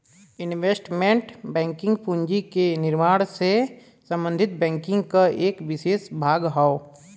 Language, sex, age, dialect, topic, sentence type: Bhojpuri, male, 25-30, Western, banking, statement